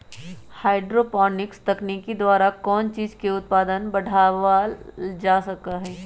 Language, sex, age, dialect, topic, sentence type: Magahi, female, 25-30, Western, agriculture, statement